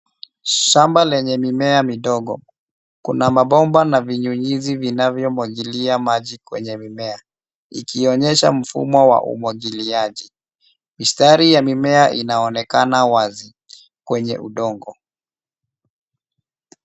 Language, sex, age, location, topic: Swahili, male, 25-35, Nairobi, agriculture